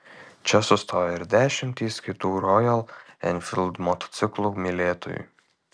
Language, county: Lithuanian, Kaunas